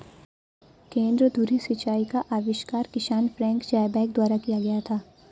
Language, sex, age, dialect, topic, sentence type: Hindi, female, 18-24, Awadhi Bundeli, agriculture, statement